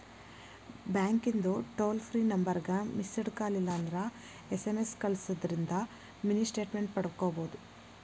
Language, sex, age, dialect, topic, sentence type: Kannada, female, 25-30, Dharwad Kannada, banking, statement